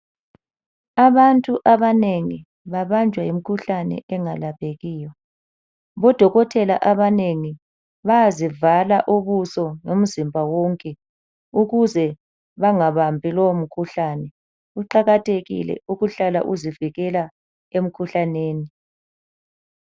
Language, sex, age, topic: North Ndebele, female, 50+, health